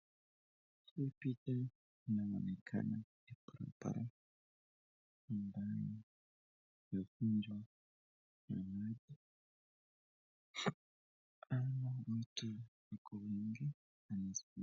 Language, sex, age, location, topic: Swahili, male, 25-35, Nakuru, health